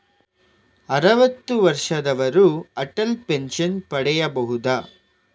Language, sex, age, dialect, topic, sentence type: Kannada, male, 18-24, Coastal/Dakshin, banking, question